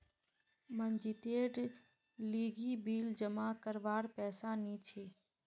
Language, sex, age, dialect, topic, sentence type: Magahi, female, 25-30, Northeastern/Surjapuri, banking, statement